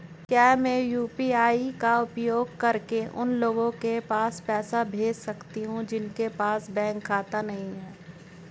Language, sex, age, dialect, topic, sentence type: Hindi, male, 36-40, Hindustani Malvi Khadi Boli, banking, question